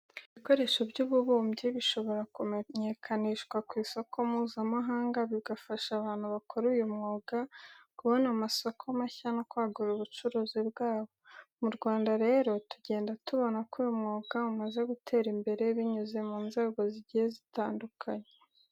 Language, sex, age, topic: Kinyarwanda, female, 18-24, education